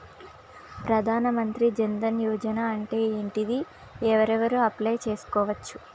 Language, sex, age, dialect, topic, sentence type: Telugu, female, 25-30, Telangana, banking, question